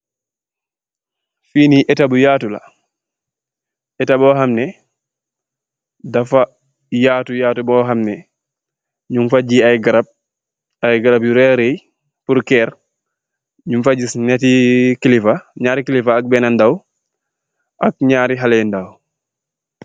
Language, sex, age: Wolof, male, 25-35